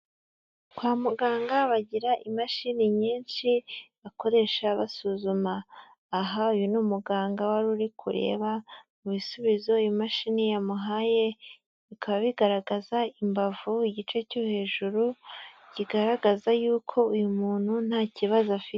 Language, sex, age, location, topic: Kinyarwanda, female, 18-24, Huye, health